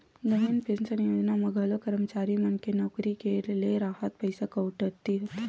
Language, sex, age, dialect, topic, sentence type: Chhattisgarhi, female, 18-24, Western/Budati/Khatahi, banking, statement